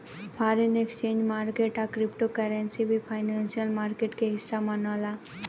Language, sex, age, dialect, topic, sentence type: Bhojpuri, female, 18-24, Southern / Standard, banking, statement